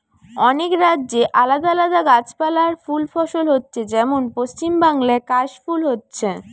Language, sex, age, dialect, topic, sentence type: Bengali, female, 18-24, Western, agriculture, statement